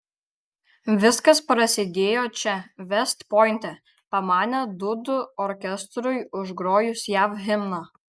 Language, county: Lithuanian, Kaunas